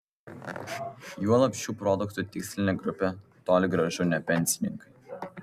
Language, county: Lithuanian, Vilnius